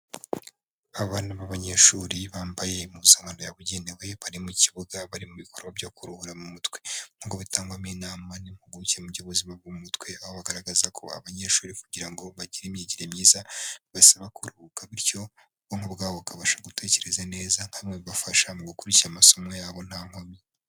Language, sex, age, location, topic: Kinyarwanda, male, 25-35, Huye, education